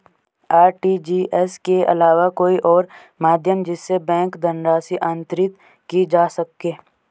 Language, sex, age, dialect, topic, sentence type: Hindi, male, 18-24, Garhwali, banking, question